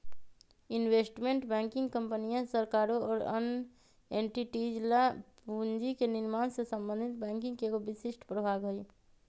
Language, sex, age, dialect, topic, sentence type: Magahi, female, 31-35, Western, banking, statement